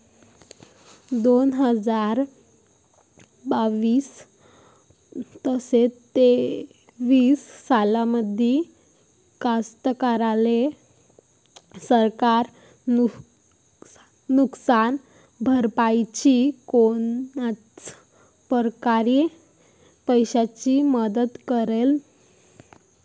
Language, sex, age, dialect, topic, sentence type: Marathi, female, 18-24, Varhadi, agriculture, question